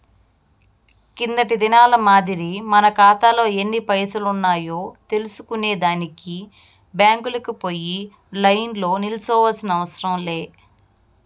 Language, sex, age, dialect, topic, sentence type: Telugu, female, 18-24, Southern, banking, statement